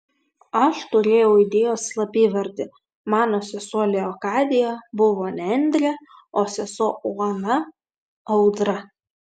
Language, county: Lithuanian, Vilnius